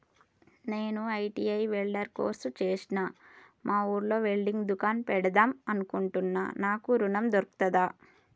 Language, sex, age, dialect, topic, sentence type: Telugu, female, 41-45, Telangana, banking, question